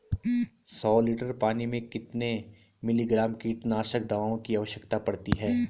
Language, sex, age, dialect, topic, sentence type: Hindi, male, 31-35, Garhwali, agriculture, question